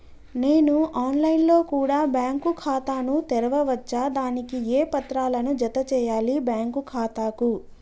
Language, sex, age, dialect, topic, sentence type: Telugu, female, 25-30, Telangana, banking, question